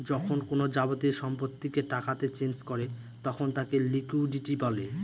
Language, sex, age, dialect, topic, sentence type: Bengali, male, 18-24, Northern/Varendri, banking, statement